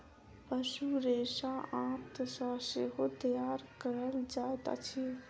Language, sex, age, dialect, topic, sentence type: Maithili, female, 18-24, Southern/Standard, agriculture, statement